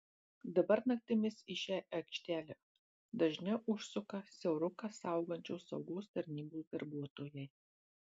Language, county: Lithuanian, Marijampolė